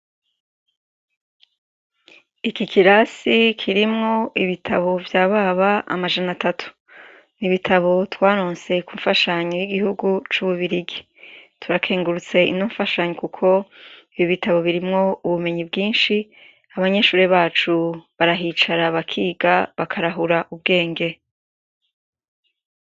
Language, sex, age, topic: Rundi, female, 36-49, education